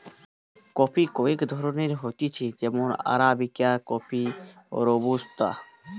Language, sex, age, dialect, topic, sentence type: Bengali, male, 18-24, Western, agriculture, statement